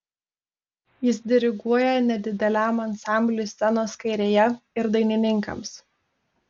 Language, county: Lithuanian, Telšiai